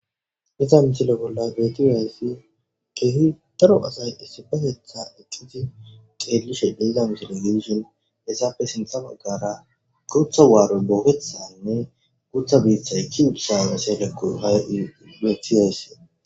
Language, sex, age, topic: Gamo, male, 18-24, government